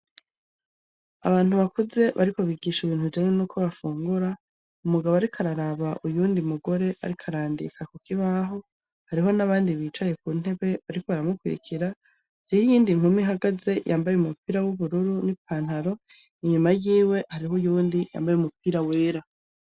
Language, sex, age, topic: Rundi, male, 36-49, education